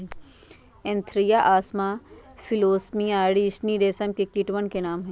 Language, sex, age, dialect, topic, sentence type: Magahi, female, 51-55, Western, agriculture, statement